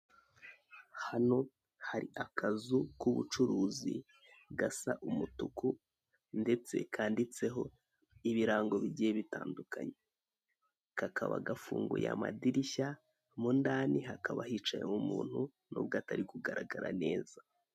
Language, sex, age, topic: Kinyarwanda, male, 18-24, finance